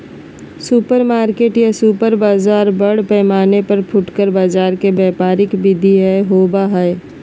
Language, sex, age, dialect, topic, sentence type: Magahi, female, 56-60, Southern, agriculture, statement